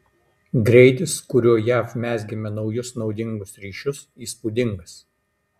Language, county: Lithuanian, Kaunas